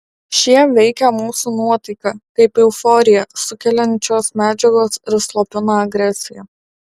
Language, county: Lithuanian, Alytus